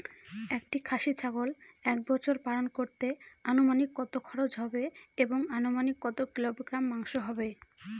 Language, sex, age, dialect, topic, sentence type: Bengali, female, 18-24, Northern/Varendri, agriculture, question